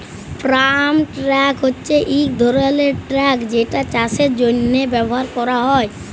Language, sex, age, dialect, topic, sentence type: Bengali, female, 18-24, Jharkhandi, agriculture, statement